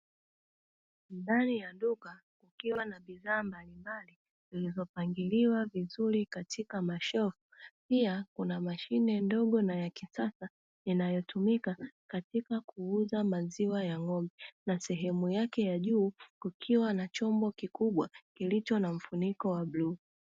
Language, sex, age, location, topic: Swahili, female, 36-49, Dar es Salaam, finance